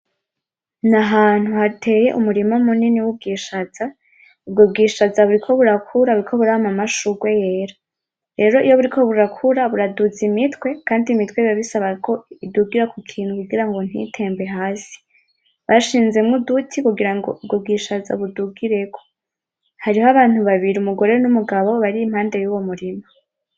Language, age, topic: Rundi, 18-24, agriculture